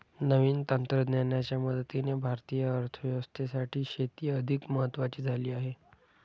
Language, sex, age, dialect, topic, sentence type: Marathi, male, 25-30, Standard Marathi, agriculture, statement